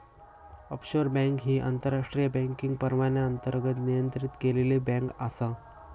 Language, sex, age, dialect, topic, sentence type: Marathi, male, 18-24, Southern Konkan, banking, statement